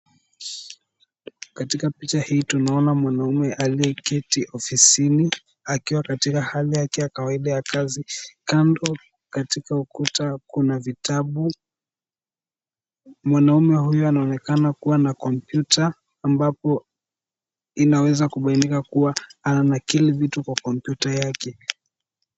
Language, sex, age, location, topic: Swahili, male, 18-24, Nairobi, education